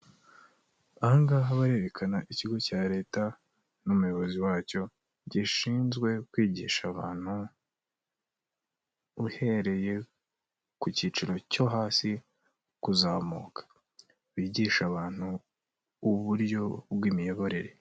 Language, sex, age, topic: Kinyarwanda, male, 18-24, government